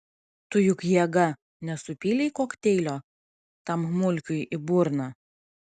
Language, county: Lithuanian, Kaunas